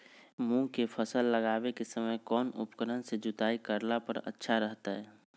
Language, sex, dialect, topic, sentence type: Magahi, male, Southern, agriculture, question